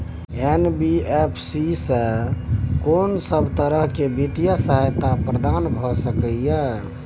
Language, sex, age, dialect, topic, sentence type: Maithili, male, 25-30, Bajjika, banking, question